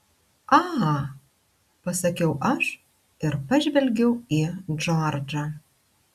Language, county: Lithuanian, Klaipėda